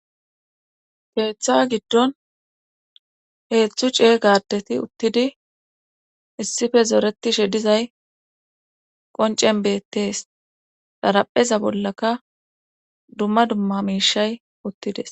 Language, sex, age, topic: Gamo, female, 25-35, government